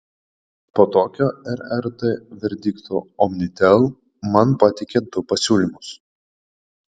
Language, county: Lithuanian, Panevėžys